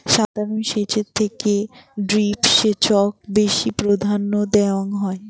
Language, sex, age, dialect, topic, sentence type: Bengali, female, 18-24, Rajbangshi, agriculture, statement